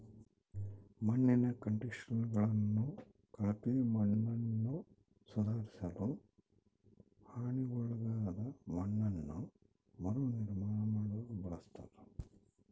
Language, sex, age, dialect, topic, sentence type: Kannada, male, 51-55, Central, agriculture, statement